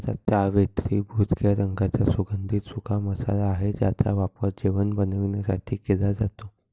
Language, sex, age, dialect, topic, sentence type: Marathi, male, 18-24, Northern Konkan, agriculture, statement